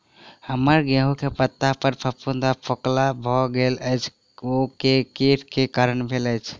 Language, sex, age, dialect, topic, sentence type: Maithili, male, 18-24, Southern/Standard, agriculture, question